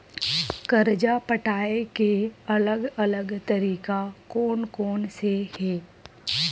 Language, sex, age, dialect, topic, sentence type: Chhattisgarhi, female, 25-30, Western/Budati/Khatahi, banking, statement